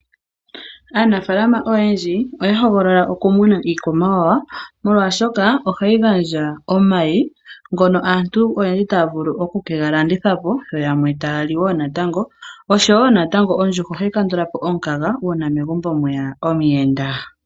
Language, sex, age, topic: Oshiwambo, female, 18-24, agriculture